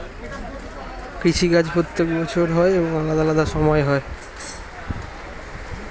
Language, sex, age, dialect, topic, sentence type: Bengali, male, 25-30, Standard Colloquial, agriculture, statement